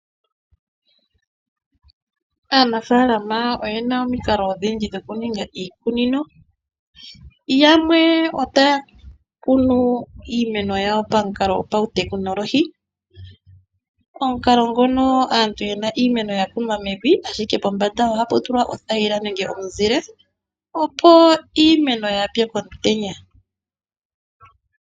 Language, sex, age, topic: Oshiwambo, female, 25-35, agriculture